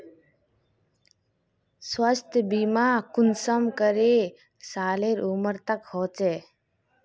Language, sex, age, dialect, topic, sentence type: Magahi, female, 18-24, Northeastern/Surjapuri, banking, question